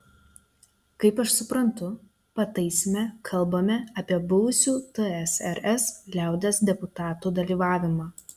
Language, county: Lithuanian, Telšiai